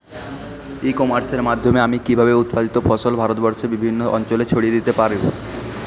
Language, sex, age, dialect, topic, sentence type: Bengali, male, 18-24, Standard Colloquial, agriculture, question